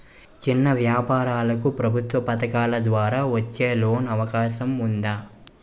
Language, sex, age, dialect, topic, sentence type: Telugu, male, 25-30, Utterandhra, banking, question